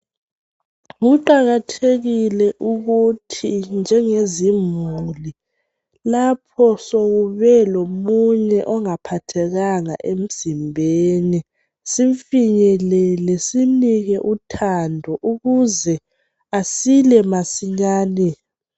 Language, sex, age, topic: North Ndebele, female, 18-24, health